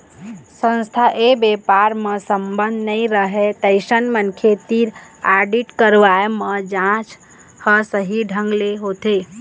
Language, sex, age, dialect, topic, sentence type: Chhattisgarhi, female, 18-24, Eastern, banking, statement